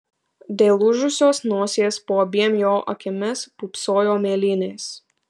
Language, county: Lithuanian, Marijampolė